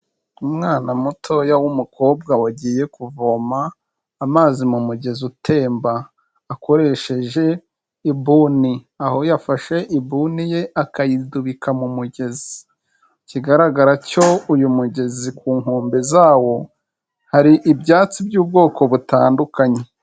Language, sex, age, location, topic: Kinyarwanda, male, 25-35, Kigali, health